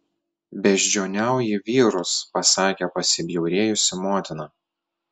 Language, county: Lithuanian, Telšiai